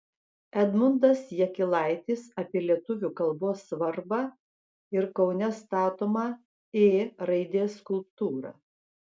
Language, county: Lithuanian, Klaipėda